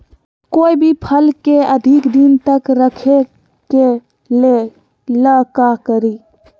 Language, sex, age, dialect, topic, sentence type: Magahi, female, 25-30, Western, agriculture, question